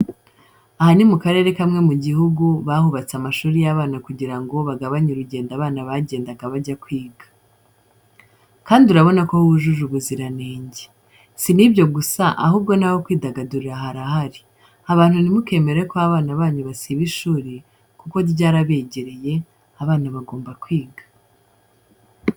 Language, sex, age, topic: Kinyarwanda, female, 25-35, education